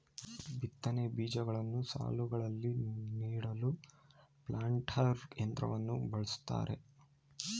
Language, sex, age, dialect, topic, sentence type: Kannada, male, 18-24, Mysore Kannada, agriculture, statement